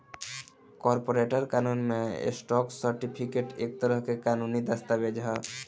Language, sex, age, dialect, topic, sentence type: Bhojpuri, male, 18-24, Southern / Standard, banking, statement